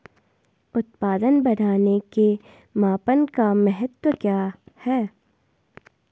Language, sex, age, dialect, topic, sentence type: Hindi, female, 18-24, Garhwali, agriculture, question